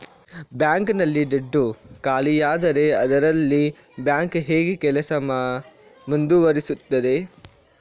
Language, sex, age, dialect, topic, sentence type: Kannada, male, 46-50, Coastal/Dakshin, banking, question